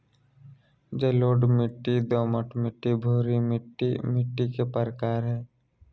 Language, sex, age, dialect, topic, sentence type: Magahi, male, 18-24, Southern, agriculture, statement